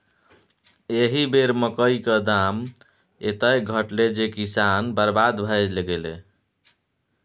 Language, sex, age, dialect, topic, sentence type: Maithili, male, 25-30, Bajjika, banking, statement